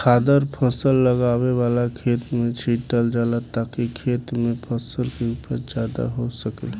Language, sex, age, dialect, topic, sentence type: Bhojpuri, male, 18-24, Southern / Standard, agriculture, statement